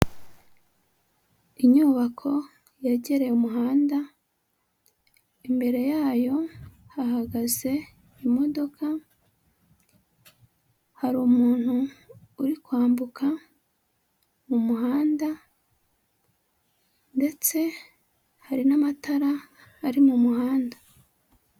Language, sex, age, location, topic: Kinyarwanda, female, 25-35, Huye, finance